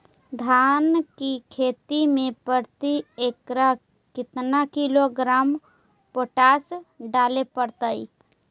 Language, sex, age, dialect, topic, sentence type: Magahi, female, 18-24, Central/Standard, agriculture, question